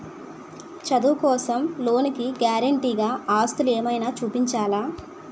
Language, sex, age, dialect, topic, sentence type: Telugu, female, 25-30, Utterandhra, banking, question